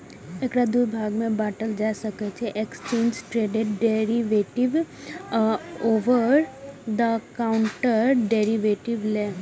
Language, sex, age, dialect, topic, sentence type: Maithili, female, 18-24, Eastern / Thethi, banking, statement